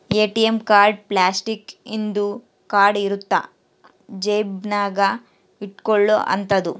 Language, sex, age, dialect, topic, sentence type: Kannada, female, 18-24, Central, banking, statement